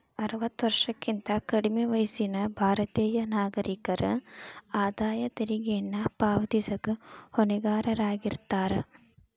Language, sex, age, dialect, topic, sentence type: Kannada, female, 18-24, Dharwad Kannada, banking, statement